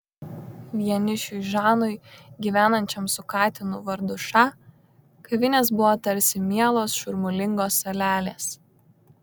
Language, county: Lithuanian, Kaunas